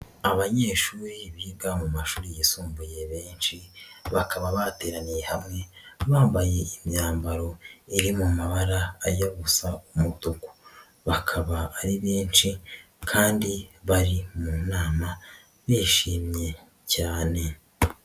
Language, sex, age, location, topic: Kinyarwanda, female, 18-24, Nyagatare, education